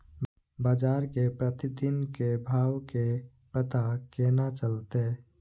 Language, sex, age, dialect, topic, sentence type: Maithili, male, 18-24, Eastern / Thethi, agriculture, question